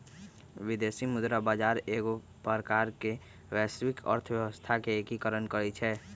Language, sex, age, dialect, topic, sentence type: Magahi, male, 25-30, Western, banking, statement